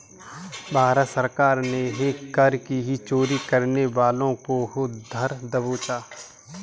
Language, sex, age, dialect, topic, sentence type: Hindi, male, 31-35, Kanauji Braj Bhasha, banking, statement